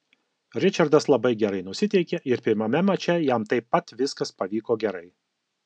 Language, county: Lithuanian, Alytus